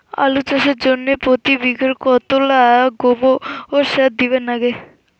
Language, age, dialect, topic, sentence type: Bengali, <18, Rajbangshi, agriculture, question